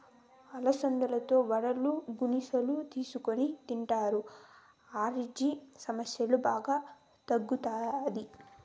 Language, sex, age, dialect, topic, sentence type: Telugu, female, 18-24, Southern, agriculture, statement